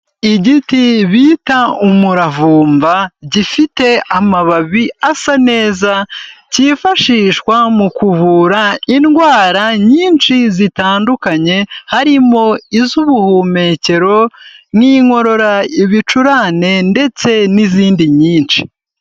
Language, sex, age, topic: Kinyarwanda, male, 18-24, health